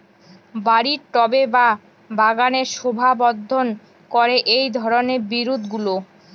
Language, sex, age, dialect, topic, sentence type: Bengali, female, 18-24, Rajbangshi, agriculture, question